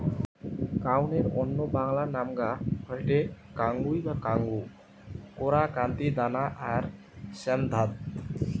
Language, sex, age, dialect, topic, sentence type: Bengali, male, 18-24, Western, agriculture, statement